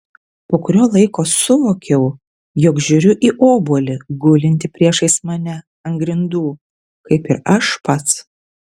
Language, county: Lithuanian, Vilnius